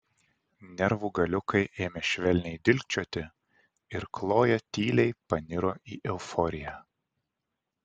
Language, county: Lithuanian, Vilnius